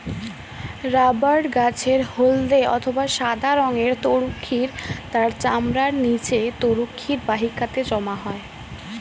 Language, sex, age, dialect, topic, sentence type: Bengali, female, 18-24, Standard Colloquial, agriculture, statement